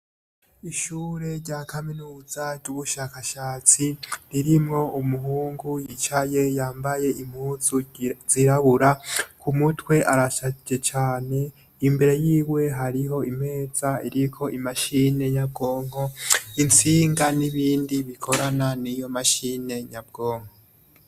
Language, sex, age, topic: Rundi, male, 18-24, education